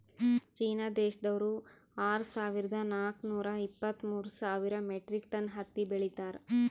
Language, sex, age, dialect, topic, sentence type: Kannada, female, 31-35, Northeastern, agriculture, statement